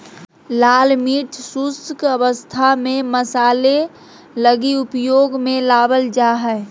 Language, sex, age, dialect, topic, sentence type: Magahi, female, 18-24, Southern, agriculture, statement